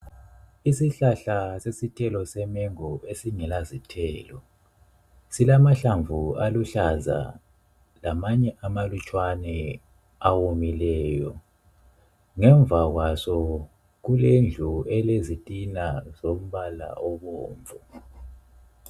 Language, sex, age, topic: North Ndebele, male, 25-35, health